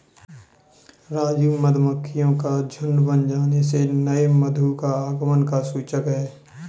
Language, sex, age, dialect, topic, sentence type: Hindi, male, 25-30, Kanauji Braj Bhasha, agriculture, statement